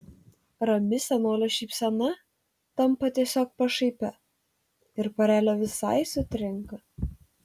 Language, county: Lithuanian, Telšiai